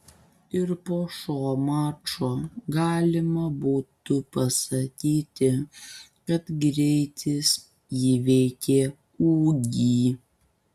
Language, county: Lithuanian, Kaunas